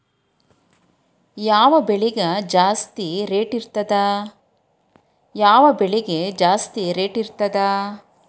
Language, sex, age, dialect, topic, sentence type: Kannada, female, 31-35, Dharwad Kannada, agriculture, question